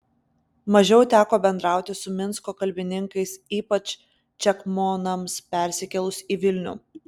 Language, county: Lithuanian, Klaipėda